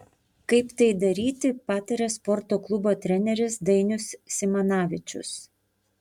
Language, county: Lithuanian, Panevėžys